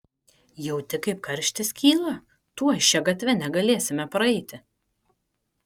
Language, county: Lithuanian, Kaunas